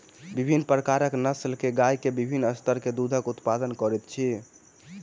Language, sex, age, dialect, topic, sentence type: Maithili, male, 18-24, Southern/Standard, agriculture, statement